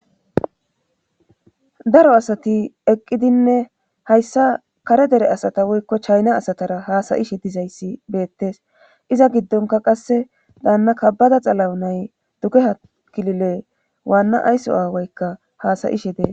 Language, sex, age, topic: Gamo, female, 25-35, government